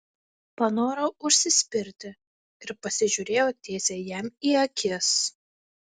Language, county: Lithuanian, Marijampolė